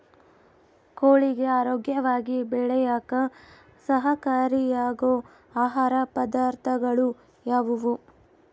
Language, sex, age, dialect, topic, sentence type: Kannada, female, 18-24, Central, agriculture, question